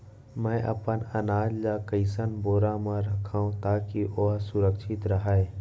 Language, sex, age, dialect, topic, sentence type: Chhattisgarhi, male, 18-24, Central, agriculture, question